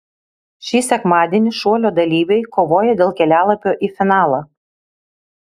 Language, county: Lithuanian, Kaunas